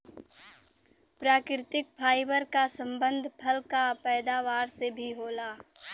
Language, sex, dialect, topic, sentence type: Bhojpuri, female, Western, agriculture, statement